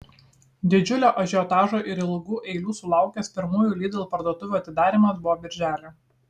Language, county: Lithuanian, Kaunas